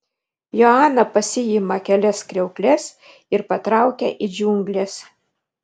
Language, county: Lithuanian, Vilnius